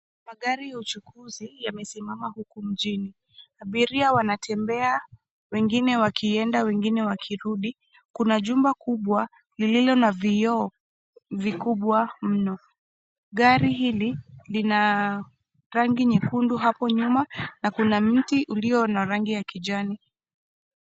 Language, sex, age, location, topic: Swahili, female, 25-35, Nairobi, government